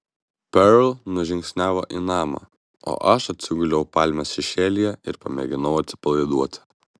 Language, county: Lithuanian, Vilnius